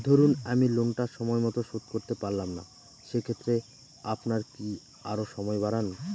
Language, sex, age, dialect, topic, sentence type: Bengali, male, 18-24, Northern/Varendri, banking, question